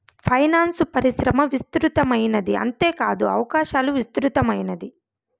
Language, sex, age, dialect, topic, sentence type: Telugu, female, 25-30, Southern, banking, statement